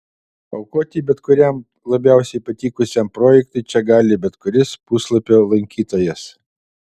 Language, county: Lithuanian, Utena